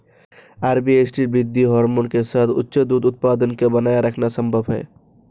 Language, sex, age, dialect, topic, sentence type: Hindi, female, 18-24, Marwari Dhudhari, agriculture, statement